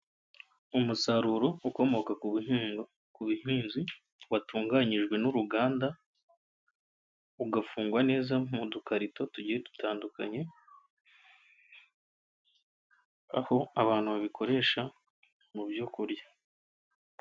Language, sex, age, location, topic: Kinyarwanda, male, 25-35, Kigali, health